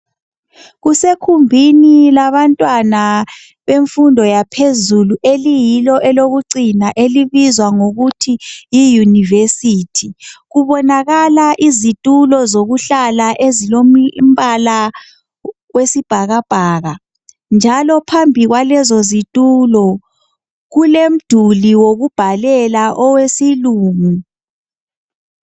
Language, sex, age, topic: North Ndebele, female, 18-24, education